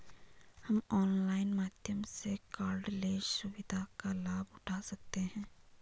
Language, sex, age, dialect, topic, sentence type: Hindi, female, 18-24, Garhwali, banking, statement